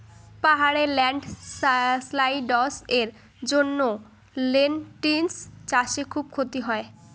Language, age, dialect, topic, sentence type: Bengali, <18, Rajbangshi, agriculture, question